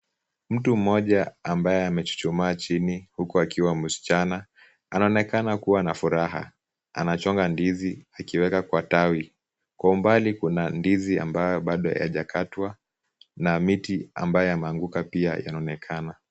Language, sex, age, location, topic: Swahili, male, 18-24, Kisumu, agriculture